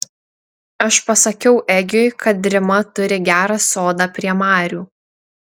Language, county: Lithuanian, Šiauliai